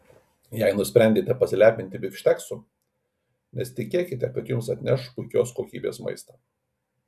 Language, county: Lithuanian, Kaunas